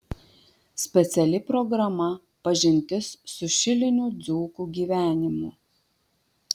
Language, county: Lithuanian, Vilnius